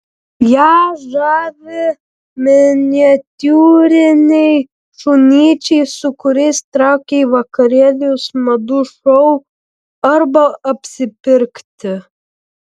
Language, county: Lithuanian, Vilnius